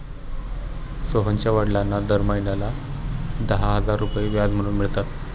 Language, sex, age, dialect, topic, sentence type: Marathi, male, 18-24, Standard Marathi, banking, statement